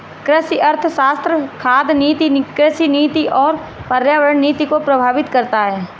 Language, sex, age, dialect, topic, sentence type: Hindi, female, 25-30, Marwari Dhudhari, agriculture, statement